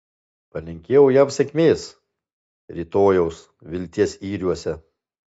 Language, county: Lithuanian, Alytus